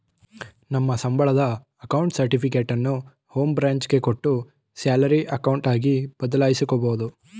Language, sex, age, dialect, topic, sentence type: Kannada, male, 18-24, Mysore Kannada, banking, statement